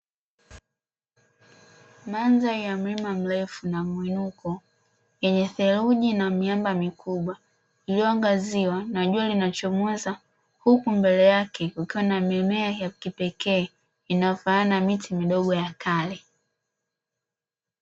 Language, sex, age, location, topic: Swahili, female, 18-24, Dar es Salaam, agriculture